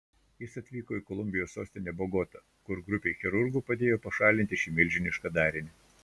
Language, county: Lithuanian, Telšiai